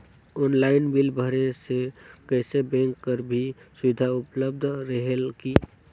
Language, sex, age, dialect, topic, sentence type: Chhattisgarhi, male, 18-24, Northern/Bhandar, banking, question